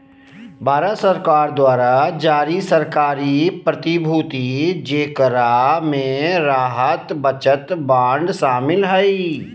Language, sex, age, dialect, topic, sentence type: Magahi, male, 36-40, Southern, banking, statement